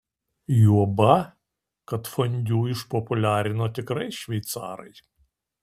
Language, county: Lithuanian, Vilnius